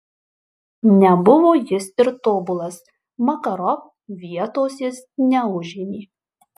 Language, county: Lithuanian, Marijampolė